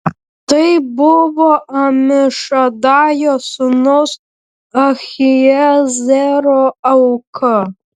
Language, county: Lithuanian, Vilnius